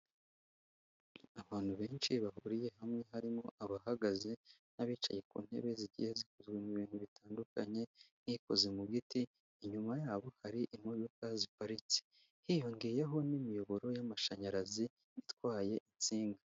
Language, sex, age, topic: Kinyarwanda, male, 18-24, government